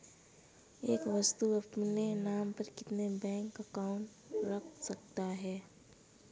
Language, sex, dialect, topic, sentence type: Hindi, female, Kanauji Braj Bhasha, banking, question